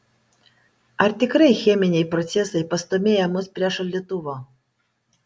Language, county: Lithuanian, Panevėžys